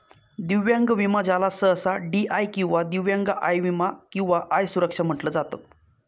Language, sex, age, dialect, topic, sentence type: Marathi, male, 18-24, Northern Konkan, banking, statement